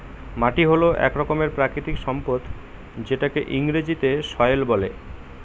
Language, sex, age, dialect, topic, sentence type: Bengali, male, 18-24, Northern/Varendri, agriculture, statement